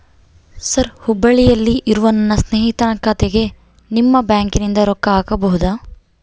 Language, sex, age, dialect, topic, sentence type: Kannada, female, 18-24, Central, banking, question